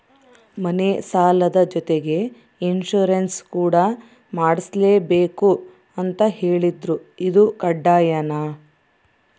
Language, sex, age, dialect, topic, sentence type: Kannada, female, 31-35, Central, banking, question